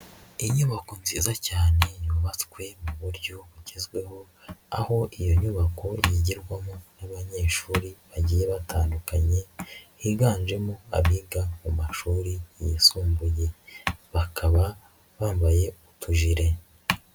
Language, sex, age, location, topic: Kinyarwanda, male, 50+, Nyagatare, education